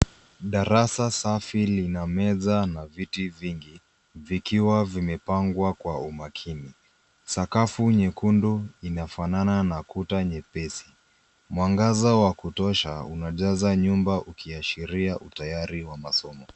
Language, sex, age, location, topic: Swahili, male, 25-35, Nairobi, education